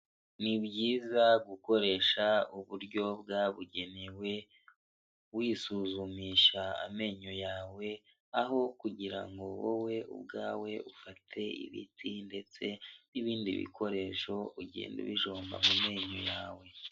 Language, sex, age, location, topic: Kinyarwanda, male, 25-35, Huye, health